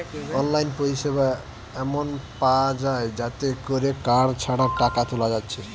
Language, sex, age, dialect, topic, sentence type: Bengali, male, 18-24, Western, banking, statement